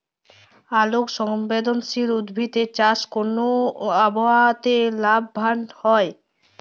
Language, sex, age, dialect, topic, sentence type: Bengali, female, 18-24, Jharkhandi, agriculture, question